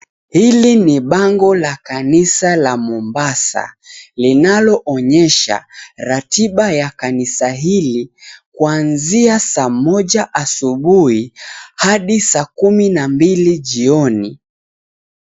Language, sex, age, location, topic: Swahili, male, 25-35, Mombasa, government